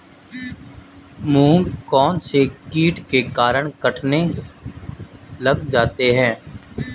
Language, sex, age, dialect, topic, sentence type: Hindi, male, 25-30, Marwari Dhudhari, agriculture, question